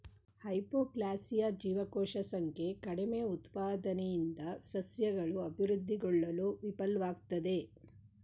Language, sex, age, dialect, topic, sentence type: Kannada, female, 41-45, Mysore Kannada, agriculture, statement